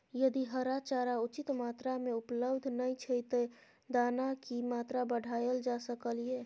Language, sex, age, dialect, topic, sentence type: Maithili, female, 25-30, Bajjika, agriculture, question